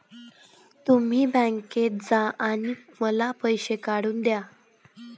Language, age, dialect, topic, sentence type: Marathi, 25-30, Varhadi, banking, statement